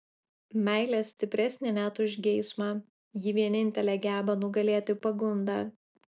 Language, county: Lithuanian, Alytus